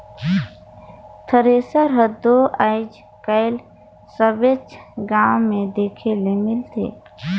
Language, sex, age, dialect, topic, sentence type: Chhattisgarhi, female, 25-30, Northern/Bhandar, agriculture, statement